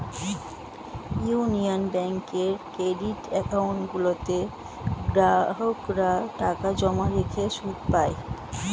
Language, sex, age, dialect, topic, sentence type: Bengali, female, 25-30, Standard Colloquial, banking, statement